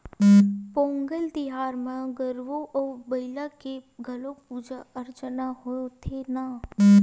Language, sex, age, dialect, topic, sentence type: Chhattisgarhi, female, 41-45, Western/Budati/Khatahi, agriculture, statement